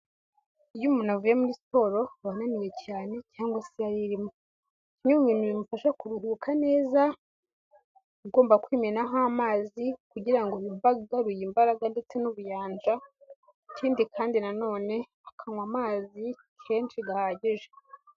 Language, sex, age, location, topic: Kinyarwanda, female, 18-24, Kigali, health